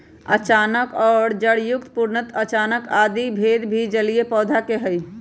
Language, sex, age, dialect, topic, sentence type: Magahi, female, 31-35, Western, agriculture, statement